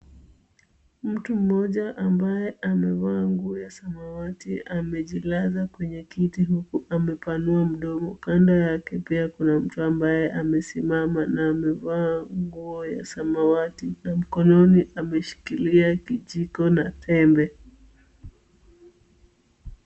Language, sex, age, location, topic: Swahili, female, 25-35, Kisumu, health